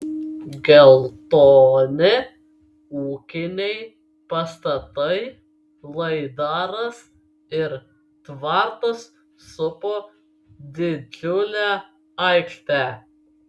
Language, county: Lithuanian, Kaunas